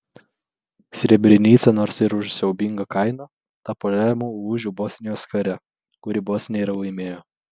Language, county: Lithuanian, Vilnius